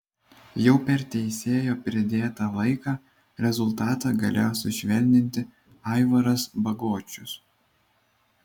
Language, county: Lithuanian, Vilnius